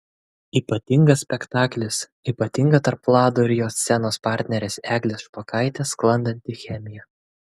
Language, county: Lithuanian, Kaunas